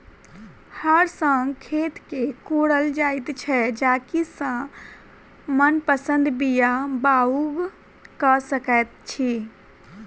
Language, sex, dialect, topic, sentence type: Maithili, female, Southern/Standard, agriculture, statement